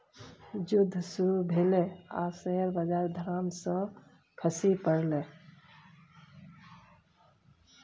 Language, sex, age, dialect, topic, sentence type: Maithili, female, 51-55, Bajjika, banking, statement